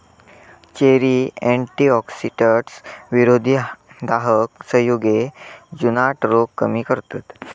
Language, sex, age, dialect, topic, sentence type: Marathi, male, 25-30, Southern Konkan, agriculture, statement